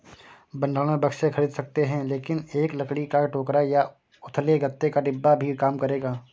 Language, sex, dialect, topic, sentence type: Hindi, male, Kanauji Braj Bhasha, agriculture, statement